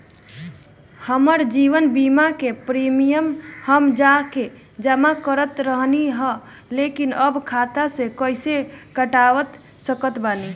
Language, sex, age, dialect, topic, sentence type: Bhojpuri, female, <18, Southern / Standard, banking, question